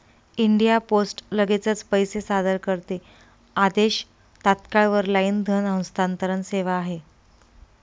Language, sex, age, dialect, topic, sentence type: Marathi, female, 25-30, Northern Konkan, banking, statement